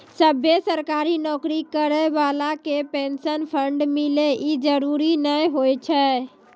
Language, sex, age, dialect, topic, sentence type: Maithili, female, 18-24, Angika, banking, statement